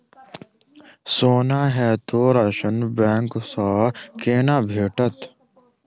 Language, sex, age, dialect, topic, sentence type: Maithili, male, 18-24, Southern/Standard, banking, question